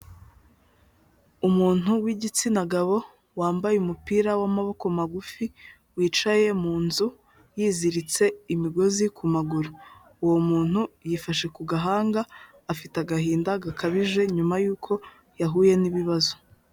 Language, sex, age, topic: Kinyarwanda, female, 18-24, health